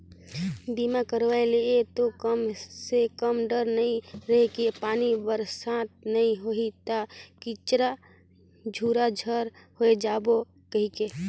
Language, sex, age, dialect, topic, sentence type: Chhattisgarhi, female, 25-30, Northern/Bhandar, banking, statement